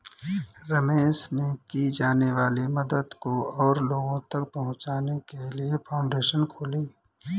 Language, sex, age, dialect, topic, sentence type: Hindi, male, 25-30, Awadhi Bundeli, banking, statement